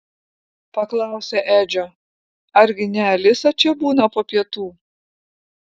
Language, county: Lithuanian, Vilnius